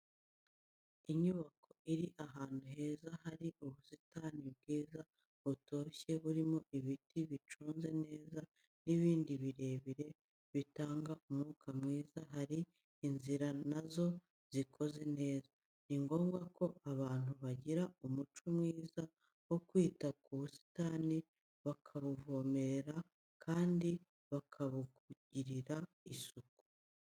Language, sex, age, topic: Kinyarwanda, female, 25-35, education